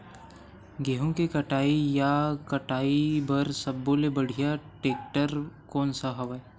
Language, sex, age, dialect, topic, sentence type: Chhattisgarhi, male, 18-24, Western/Budati/Khatahi, agriculture, question